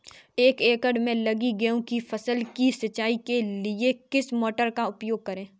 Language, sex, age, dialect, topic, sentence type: Hindi, female, 18-24, Kanauji Braj Bhasha, agriculture, question